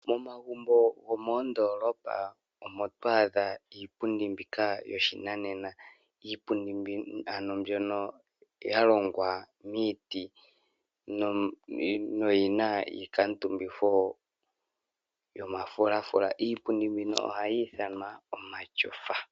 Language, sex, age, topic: Oshiwambo, male, 25-35, finance